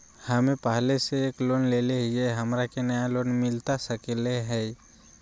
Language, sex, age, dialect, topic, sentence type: Magahi, male, 18-24, Southern, banking, question